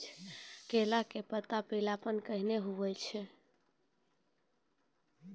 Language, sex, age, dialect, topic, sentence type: Maithili, female, 18-24, Angika, agriculture, question